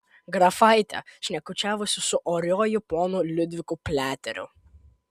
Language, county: Lithuanian, Kaunas